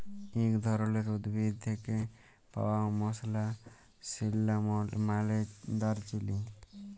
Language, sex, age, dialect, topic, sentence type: Bengali, male, 41-45, Jharkhandi, agriculture, statement